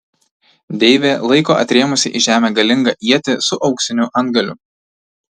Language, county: Lithuanian, Tauragė